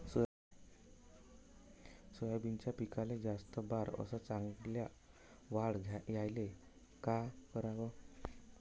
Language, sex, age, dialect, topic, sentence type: Marathi, male, 31-35, Varhadi, agriculture, question